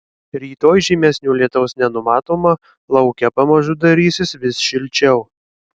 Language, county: Lithuanian, Kaunas